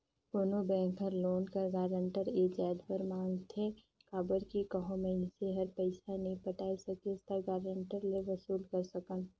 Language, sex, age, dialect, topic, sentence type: Chhattisgarhi, female, 18-24, Northern/Bhandar, banking, statement